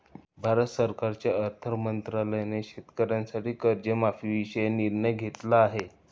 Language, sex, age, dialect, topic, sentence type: Marathi, male, 25-30, Standard Marathi, banking, statement